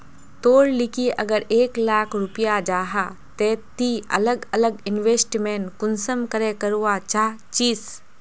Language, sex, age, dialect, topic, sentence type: Magahi, female, 18-24, Northeastern/Surjapuri, banking, question